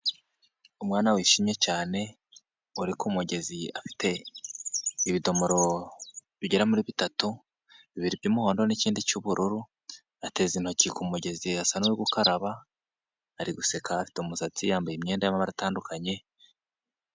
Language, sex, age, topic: Kinyarwanda, male, 18-24, health